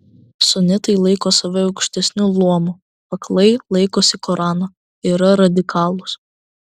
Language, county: Lithuanian, Vilnius